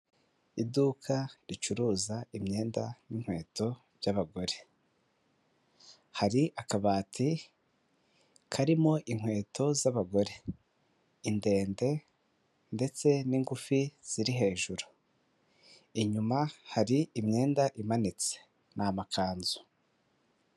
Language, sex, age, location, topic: Kinyarwanda, male, 25-35, Kigali, finance